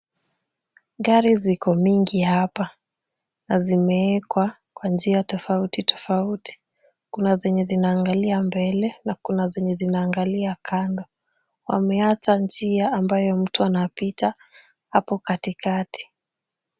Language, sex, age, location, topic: Swahili, female, 18-24, Kisumu, finance